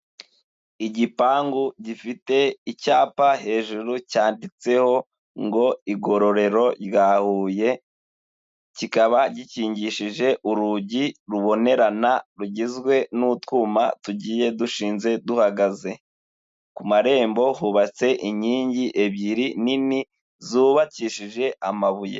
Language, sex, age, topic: Kinyarwanda, male, 25-35, government